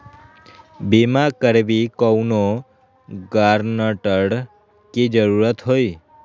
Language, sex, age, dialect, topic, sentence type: Magahi, male, 18-24, Western, banking, question